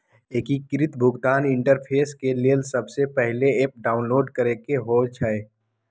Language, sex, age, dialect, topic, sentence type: Magahi, male, 18-24, Western, banking, statement